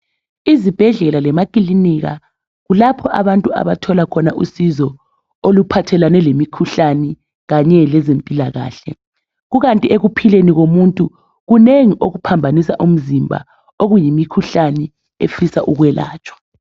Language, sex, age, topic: North Ndebele, female, 25-35, health